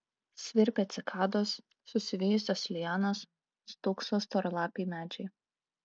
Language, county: Lithuanian, Klaipėda